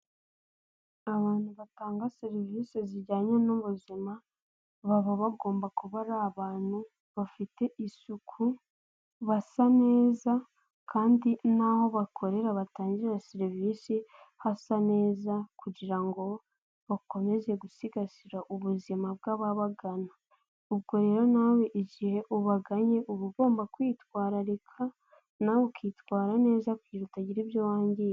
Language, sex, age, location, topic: Kinyarwanda, female, 18-24, Nyagatare, health